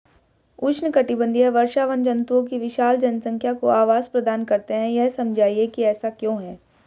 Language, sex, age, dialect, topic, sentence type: Hindi, female, 31-35, Hindustani Malvi Khadi Boli, agriculture, question